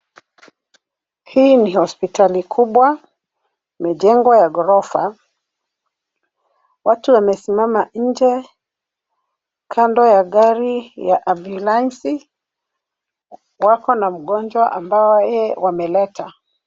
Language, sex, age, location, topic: Swahili, female, 36-49, Nairobi, health